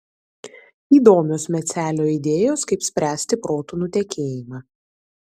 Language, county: Lithuanian, Vilnius